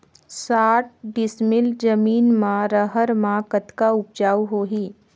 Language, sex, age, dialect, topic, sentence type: Chhattisgarhi, female, 25-30, Northern/Bhandar, agriculture, question